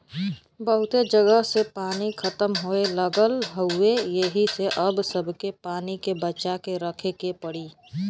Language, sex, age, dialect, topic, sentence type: Bhojpuri, female, 25-30, Western, agriculture, statement